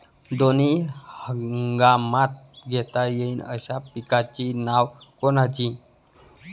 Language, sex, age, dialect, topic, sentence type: Marathi, male, 25-30, Varhadi, agriculture, question